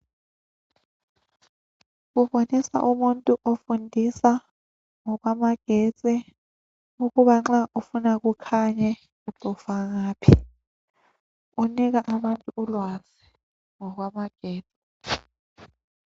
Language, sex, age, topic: North Ndebele, female, 25-35, education